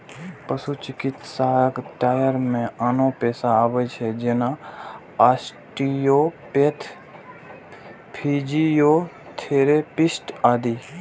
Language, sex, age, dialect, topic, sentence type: Maithili, male, 18-24, Eastern / Thethi, agriculture, statement